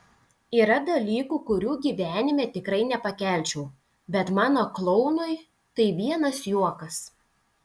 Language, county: Lithuanian, Telšiai